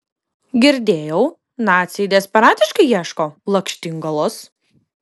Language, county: Lithuanian, Kaunas